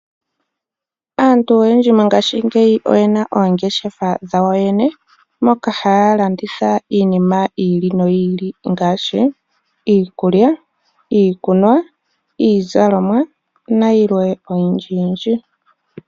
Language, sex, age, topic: Oshiwambo, male, 18-24, finance